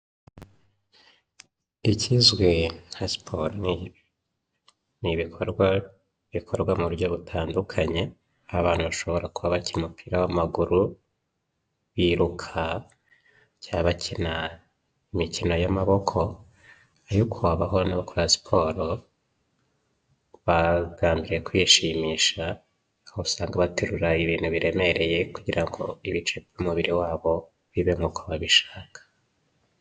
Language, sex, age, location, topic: Kinyarwanda, male, 25-35, Huye, health